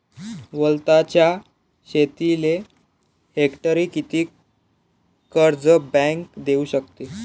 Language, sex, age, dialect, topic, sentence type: Marathi, male, 18-24, Varhadi, agriculture, question